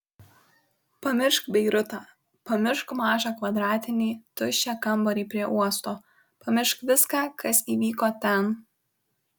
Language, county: Lithuanian, Kaunas